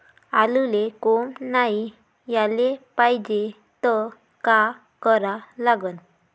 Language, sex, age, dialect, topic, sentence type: Marathi, female, 18-24, Varhadi, agriculture, question